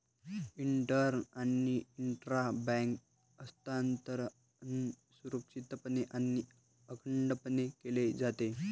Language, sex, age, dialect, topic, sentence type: Marathi, male, 18-24, Varhadi, banking, statement